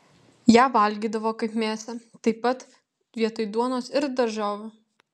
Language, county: Lithuanian, Vilnius